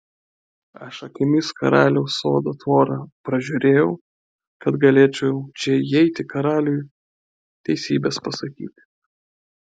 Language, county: Lithuanian, Klaipėda